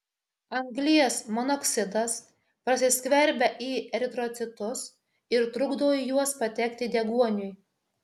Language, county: Lithuanian, Marijampolė